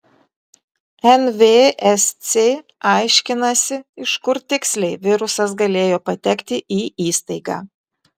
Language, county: Lithuanian, Vilnius